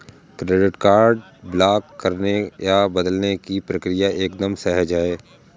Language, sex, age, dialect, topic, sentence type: Hindi, male, 18-24, Awadhi Bundeli, banking, statement